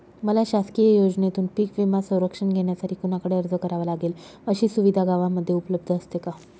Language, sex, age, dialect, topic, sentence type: Marathi, female, 25-30, Northern Konkan, agriculture, question